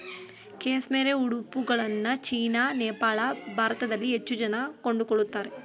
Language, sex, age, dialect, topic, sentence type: Kannada, female, 18-24, Mysore Kannada, agriculture, statement